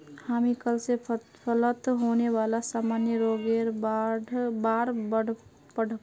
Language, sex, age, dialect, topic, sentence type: Magahi, female, 60-100, Northeastern/Surjapuri, agriculture, statement